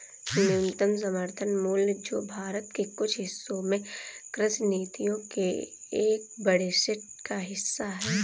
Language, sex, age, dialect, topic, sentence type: Hindi, female, 18-24, Kanauji Braj Bhasha, agriculture, statement